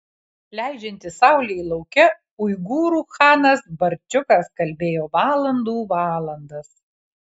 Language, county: Lithuanian, Kaunas